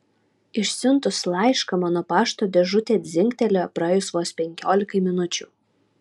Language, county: Lithuanian, Utena